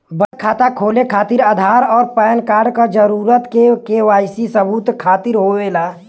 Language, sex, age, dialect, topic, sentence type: Bhojpuri, male, 18-24, Western, banking, statement